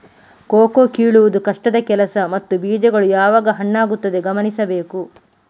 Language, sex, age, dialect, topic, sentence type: Kannada, female, 18-24, Coastal/Dakshin, agriculture, statement